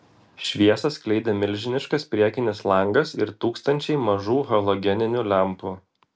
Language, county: Lithuanian, Vilnius